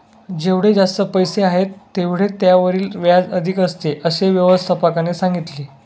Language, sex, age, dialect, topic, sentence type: Marathi, male, 18-24, Standard Marathi, banking, statement